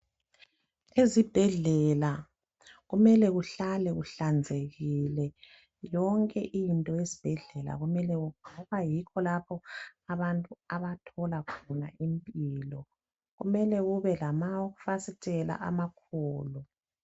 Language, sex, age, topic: North Ndebele, male, 36-49, health